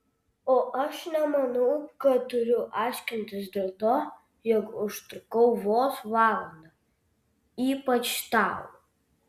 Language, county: Lithuanian, Vilnius